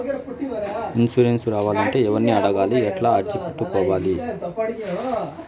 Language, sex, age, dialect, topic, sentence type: Telugu, male, 46-50, Southern, agriculture, question